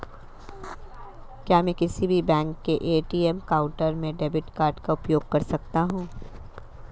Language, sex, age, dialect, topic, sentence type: Hindi, female, 25-30, Marwari Dhudhari, banking, question